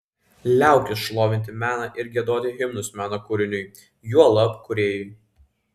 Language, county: Lithuanian, Vilnius